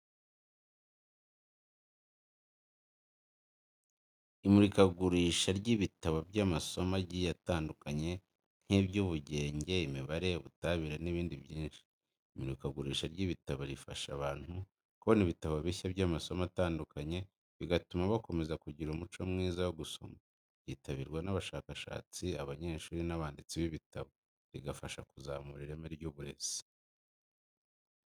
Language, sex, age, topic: Kinyarwanda, male, 25-35, education